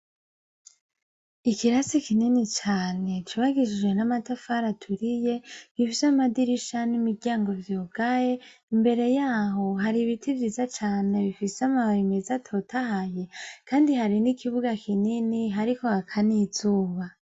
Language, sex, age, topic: Rundi, female, 25-35, education